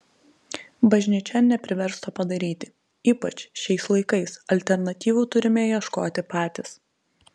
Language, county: Lithuanian, Telšiai